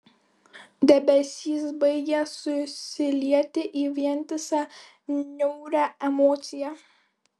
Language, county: Lithuanian, Kaunas